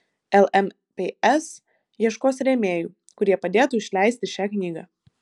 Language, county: Lithuanian, Vilnius